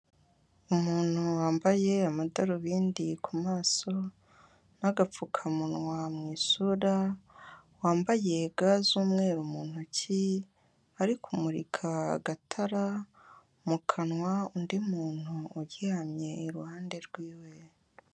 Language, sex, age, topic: Kinyarwanda, female, 18-24, health